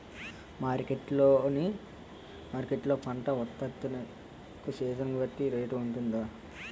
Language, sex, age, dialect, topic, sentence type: Telugu, male, 18-24, Utterandhra, agriculture, question